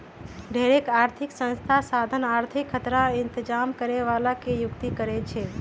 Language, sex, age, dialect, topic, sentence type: Magahi, female, 31-35, Western, banking, statement